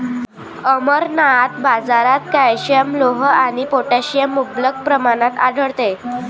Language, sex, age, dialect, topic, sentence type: Marathi, female, 25-30, Varhadi, agriculture, statement